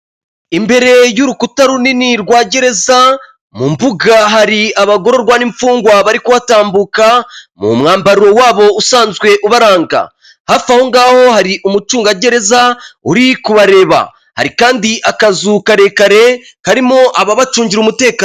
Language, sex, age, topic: Kinyarwanda, male, 25-35, government